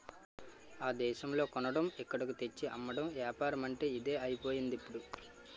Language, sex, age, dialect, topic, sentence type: Telugu, male, 25-30, Utterandhra, banking, statement